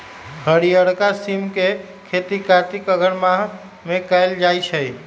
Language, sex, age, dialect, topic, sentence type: Magahi, male, 18-24, Western, agriculture, statement